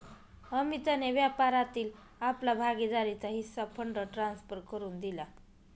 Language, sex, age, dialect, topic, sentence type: Marathi, female, 25-30, Northern Konkan, banking, statement